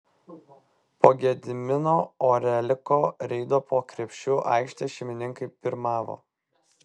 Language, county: Lithuanian, Vilnius